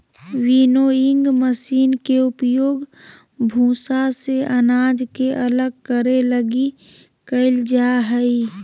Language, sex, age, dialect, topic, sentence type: Magahi, male, 31-35, Southern, agriculture, statement